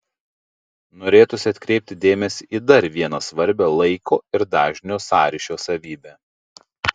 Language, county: Lithuanian, Panevėžys